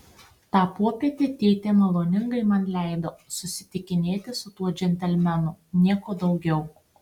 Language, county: Lithuanian, Tauragė